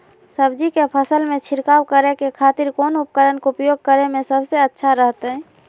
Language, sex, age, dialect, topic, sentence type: Magahi, female, 18-24, Southern, agriculture, question